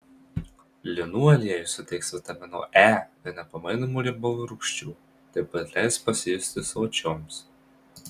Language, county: Lithuanian, Marijampolė